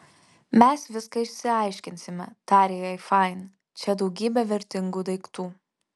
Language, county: Lithuanian, Alytus